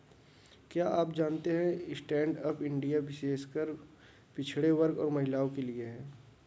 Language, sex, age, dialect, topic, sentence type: Hindi, male, 60-100, Kanauji Braj Bhasha, banking, statement